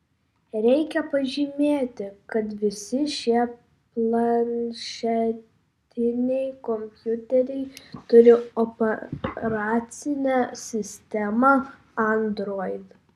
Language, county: Lithuanian, Vilnius